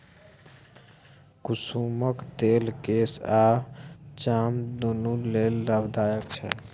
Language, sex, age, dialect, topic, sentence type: Maithili, male, 36-40, Bajjika, agriculture, statement